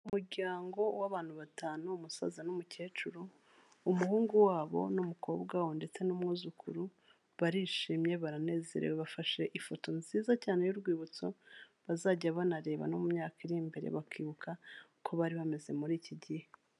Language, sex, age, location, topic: Kinyarwanda, female, 36-49, Kigali, health